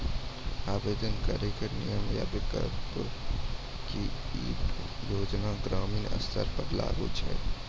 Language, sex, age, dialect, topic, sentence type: Maithili, male, 18-24, Angika, banking, question